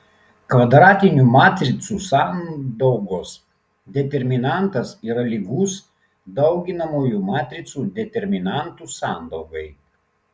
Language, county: Lithuanian, Klaipėda